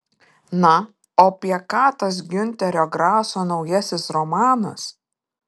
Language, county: Lithuanian, Vilnius